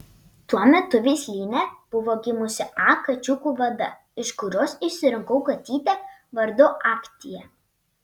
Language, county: Lithuanian, Panevėžys